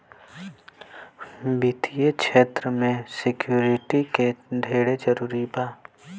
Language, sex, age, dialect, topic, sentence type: Bhojpuri, male, 18-24, Southern / Standard, banking, statement